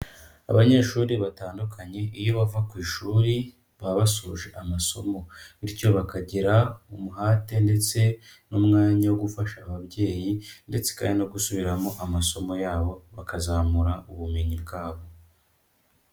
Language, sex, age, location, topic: Kinyarwanda, male, 25-35, Kigali, education